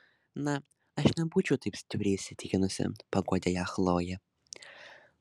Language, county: Lithuanian, Šiauliai